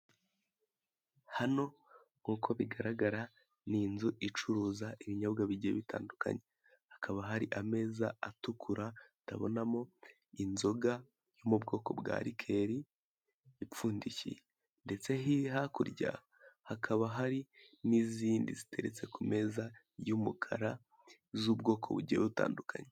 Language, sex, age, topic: Kinyarwanda, male, 18-24, finance